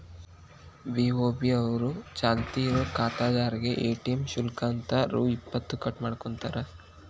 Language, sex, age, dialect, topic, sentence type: Kannada, male, 18-24, Dharwad Kannada, banking, statement